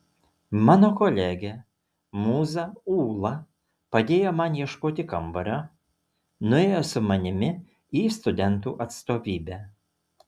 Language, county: Lithuanian, Utena